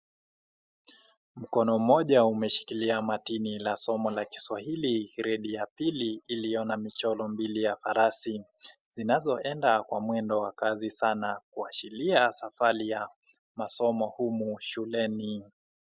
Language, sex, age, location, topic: Swahili, male, 18-24, Kisii, education